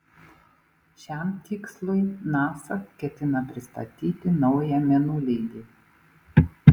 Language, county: Lithuanian, Panevėžys